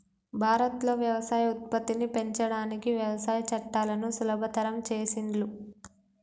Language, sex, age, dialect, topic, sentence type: Telugu, female, 18-24, Telangana, agriculture, statement